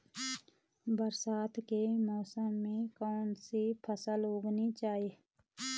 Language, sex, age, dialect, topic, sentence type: Hindi, female, 36-40, Garhwali, agriculture, question